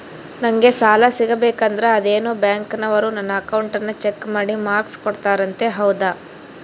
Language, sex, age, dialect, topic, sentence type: Kannada, female, 18-24, Central, banking, question